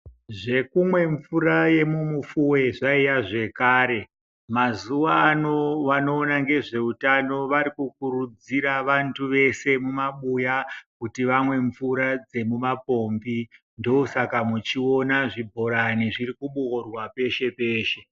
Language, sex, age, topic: Ndau, female, 50+, health